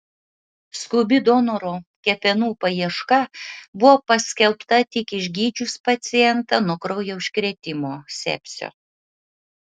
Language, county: Lithuanian, Utena